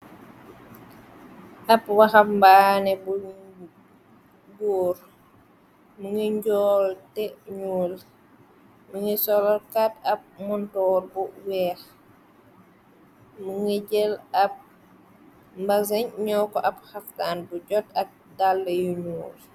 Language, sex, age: Wolof, female, 18-24